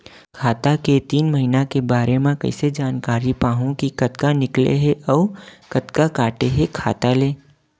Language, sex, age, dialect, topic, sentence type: Chhattisgarhi, male, 18-24, Western/Budati/Khatahi, banking, question